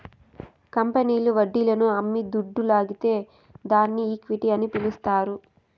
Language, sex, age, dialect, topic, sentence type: Telugu, female, 18-24, Southern, banking, statement